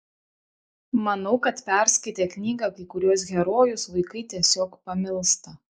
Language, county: Lithuanian, Šiauliai